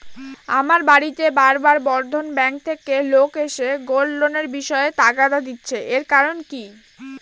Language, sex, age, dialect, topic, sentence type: Bengali, female, 18-24, Northern/Varendri, banking, question